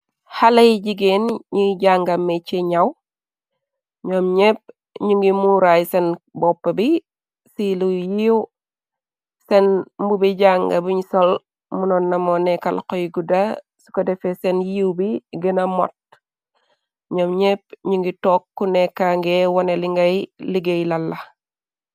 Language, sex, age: Wolof, female, 36-49